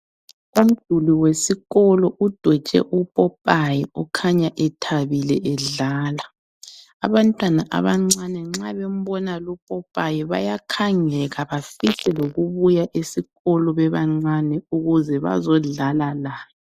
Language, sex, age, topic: North Ndebele, female, 25-35, education